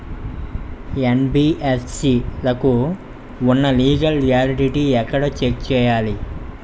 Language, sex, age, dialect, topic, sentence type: Telugu, male, 25-30, Utterandhra, banking, question